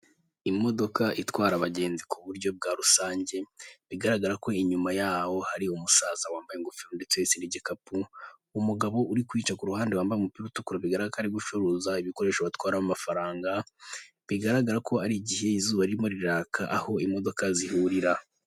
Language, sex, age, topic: Kinyarwanda, male, 18-24, government